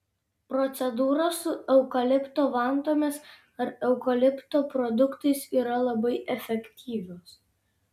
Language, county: Lithuanian, Vilnius